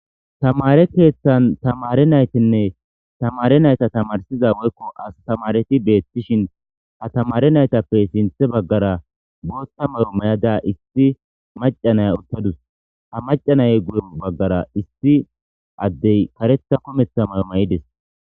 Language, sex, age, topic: Gamo, male, 25-35, government